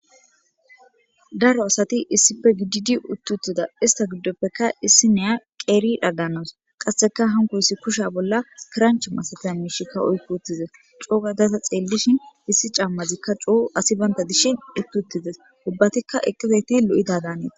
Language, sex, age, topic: Gamo, female, 18-24, government